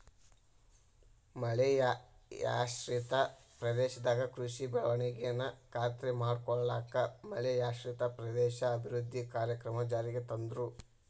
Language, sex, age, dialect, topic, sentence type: Kannada, male, 18-24, Dharwad Kannada, agriculture, statement